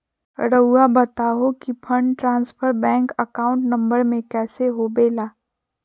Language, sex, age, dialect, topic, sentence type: Magahi, female, 51-55, Southern, banking, question